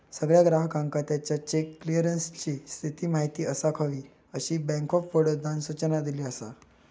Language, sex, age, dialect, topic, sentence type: Marathi, male, 25-30, Southern Konkan, banking, statement